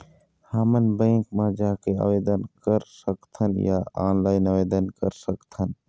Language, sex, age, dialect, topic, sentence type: Chhattisgarhi, male, 25-30, Eastern, banking, question